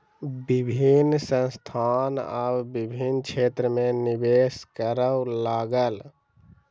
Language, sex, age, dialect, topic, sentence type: Maithili, male, 60-100, Southern/Standard, banking, statement